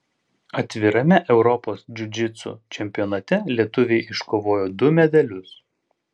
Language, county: Lithuanian, Panevėžys